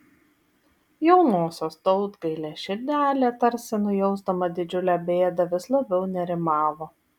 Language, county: Lithuanian, Vilnius